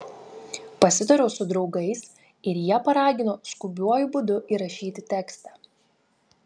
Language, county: Lithuanian, Klaipėda